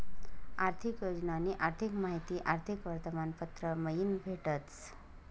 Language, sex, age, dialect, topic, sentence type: Marathi, male, 18-24, Northern Konkan, banking, statement